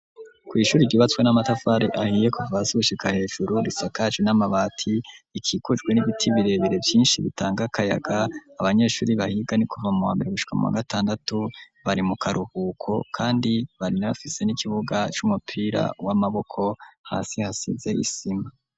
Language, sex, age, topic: Rundi, male, 25-35, education